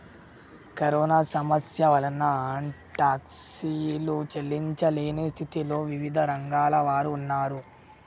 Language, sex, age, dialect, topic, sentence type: Telugu, female, 18-24, Telangana, banking, statement